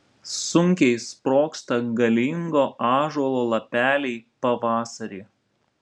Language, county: Lithuanian, Vilnius